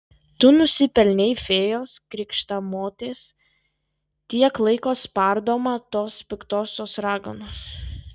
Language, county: Lithuanian, Kaunas